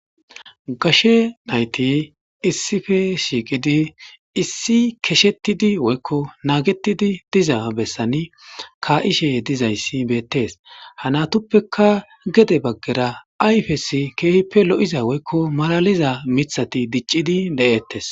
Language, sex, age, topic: Gamo, male, 18-24, government